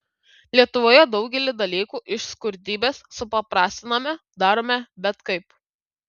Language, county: Lithuanian, Kaunas